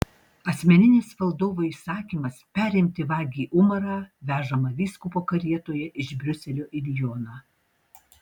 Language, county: Lithuanian, Tauragė